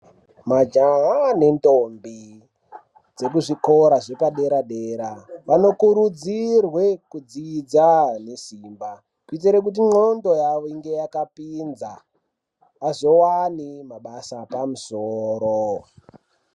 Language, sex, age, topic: Ndau, male, 18-24, education